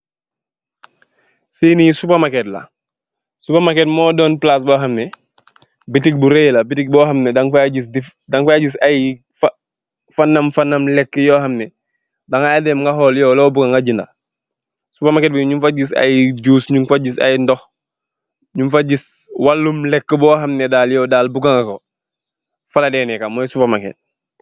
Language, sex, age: Wolof, male, 25-35